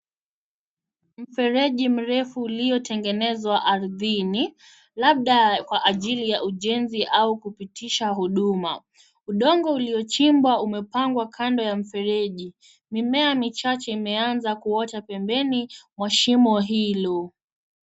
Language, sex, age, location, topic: Swahili, female, 18-24, Nairobi, government